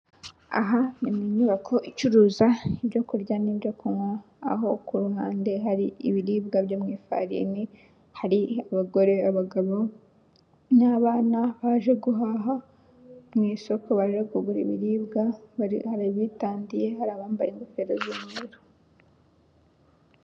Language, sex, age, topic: Kinyarwanda, female, 18-24, finance